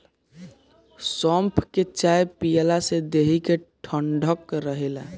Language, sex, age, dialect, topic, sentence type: Bhojpuri, male, 18-24, Northern, agriculture, statement